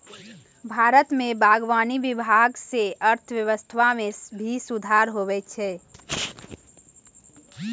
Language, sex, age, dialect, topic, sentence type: Maithili, female, 31-35, Angika, agriculture, statement